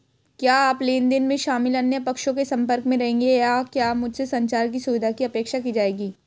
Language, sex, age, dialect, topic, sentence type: Hindi, female, 18-24, Hindustani Malvi Khadi Boli, banking, question